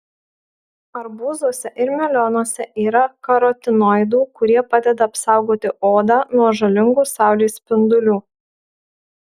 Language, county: Lithuanian, Marijampolė